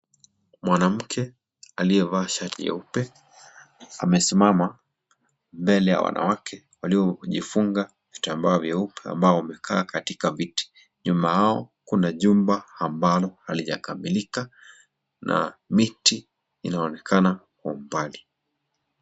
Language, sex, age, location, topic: Swahili, male, 25-35, Kisii, health